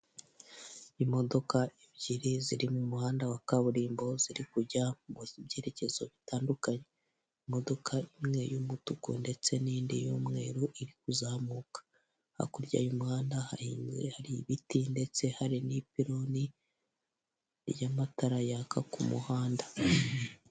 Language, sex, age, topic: Kinyarwanda, male, 18-24, government